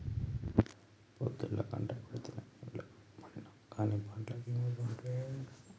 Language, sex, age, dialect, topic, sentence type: Telugu, male, 31-35, Telangana, banking, statement